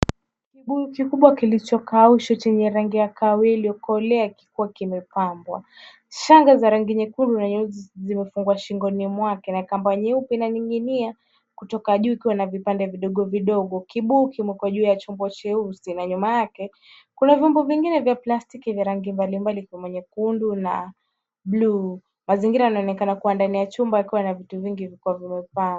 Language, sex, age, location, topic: Swahili, female, 18-24, Kisumu, health